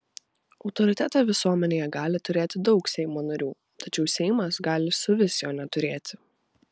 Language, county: Lithuanian, Vilnius